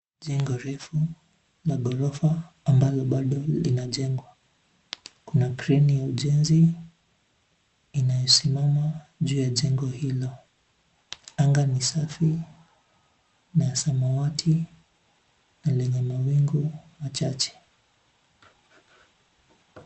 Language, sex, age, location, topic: Swahili, male, 18-24, Nairobi, finance